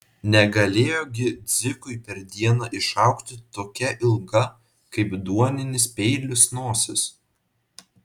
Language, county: Lithuanian, Vilnius